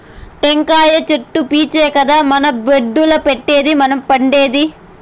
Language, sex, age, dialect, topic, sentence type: Telugu, female, 18-24, Southern, agriculture, statement